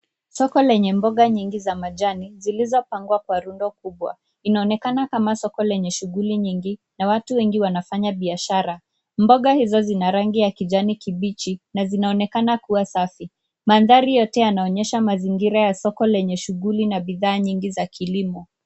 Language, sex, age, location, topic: Swahili, female, 25-35, Nairobi, finance